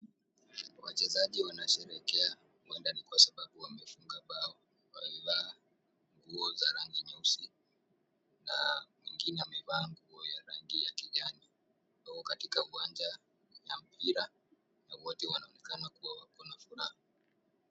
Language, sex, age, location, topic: Swahili, male, 18-24, Nakuru, government